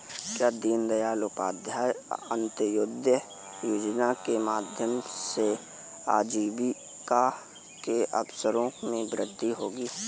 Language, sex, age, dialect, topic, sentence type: Hindi, male, 18-24, Marwari Dhudhari, banking, statement